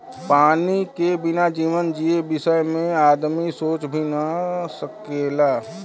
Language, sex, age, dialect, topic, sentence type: Bhojpuri, male, 36-40, Western, agriculture, statement